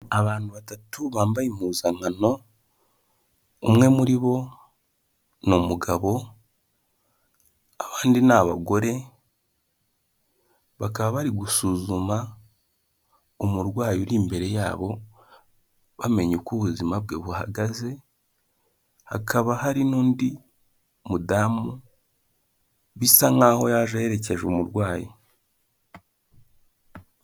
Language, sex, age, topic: Kinyarwanda, male, 18-24, health